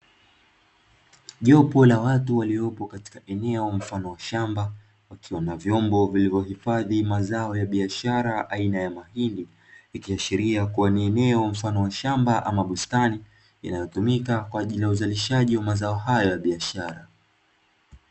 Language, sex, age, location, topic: Swahili, male, 25-35, Dar es Salaam, agriculture